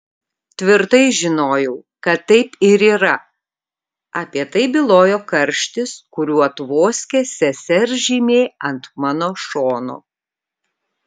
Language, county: Lithuanian, Kaunas